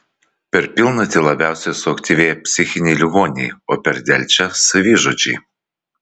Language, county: Lithuanian, Vilnius